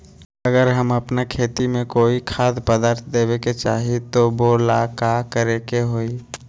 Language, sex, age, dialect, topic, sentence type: Magahi, male, 25-30, Western, agriculture, question